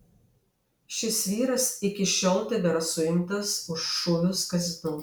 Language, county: Lithuanian, Alytus